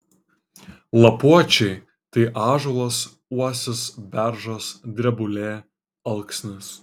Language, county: Lithuanian, Kaunas